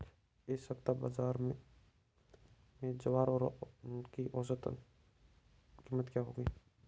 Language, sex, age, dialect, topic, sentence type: Hindi, male, 25-30, Marwari Dhudhari, agriculture, question